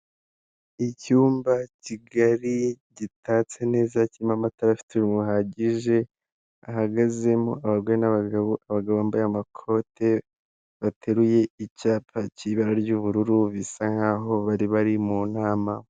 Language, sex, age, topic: Kinyarwanda, male, 18-24, finance